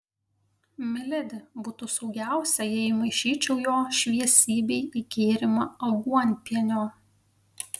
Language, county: Lithuanian, Panevėžys